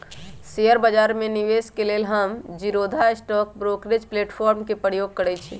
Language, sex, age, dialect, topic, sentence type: Magahi, male, 18-24, Western, banking, statement